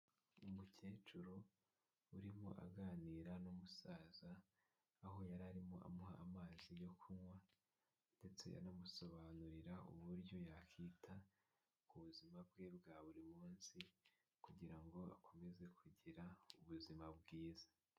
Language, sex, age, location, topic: Kinyarwanda, male, 18-24, Kigali, health